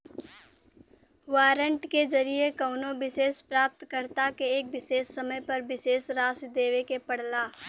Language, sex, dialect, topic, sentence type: Bhojpuri, female, Western, banking, statement